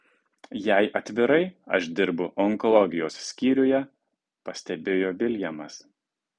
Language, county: Lithuanian, Kaunas